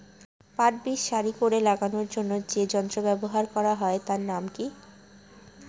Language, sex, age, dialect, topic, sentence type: Bengali, female, 18-24, Northern/Varendri, agriculture, question